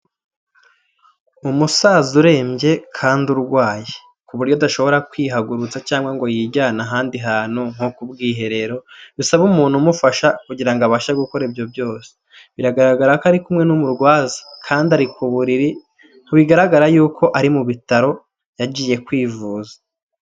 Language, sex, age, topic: Kinyarwanda, male, 18-24, health